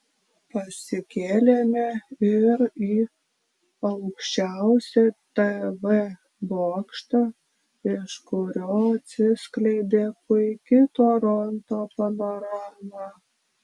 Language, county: Lithuanian, Klaipėda